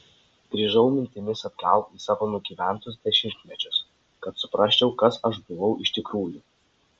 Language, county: Lithuanian, Vilnius